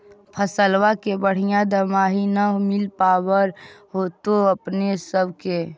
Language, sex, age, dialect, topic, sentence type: Magahi, female, 18-24, Central/Standard, agriculture, question